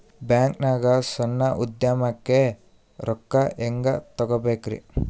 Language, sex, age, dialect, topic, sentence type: Kannada, male, 18-24, Northeastern, banking, question